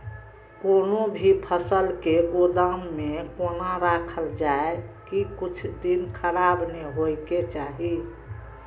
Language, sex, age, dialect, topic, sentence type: Maithili, female, 36-40, Eastern / Thethi, agriculture, question